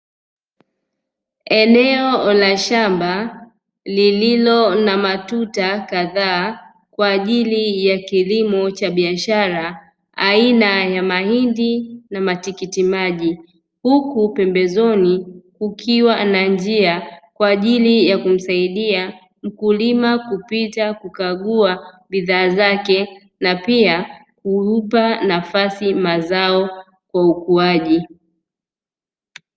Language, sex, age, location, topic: Swahili, female, 25-35, Dar es Salaam, agriculture